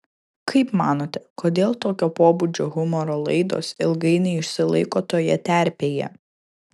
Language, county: Lithuanian, Kaunas